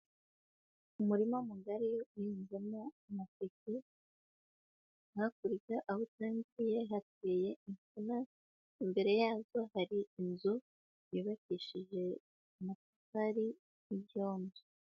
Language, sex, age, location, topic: Kinyarwanda, female, 25-35, Huye, agriculture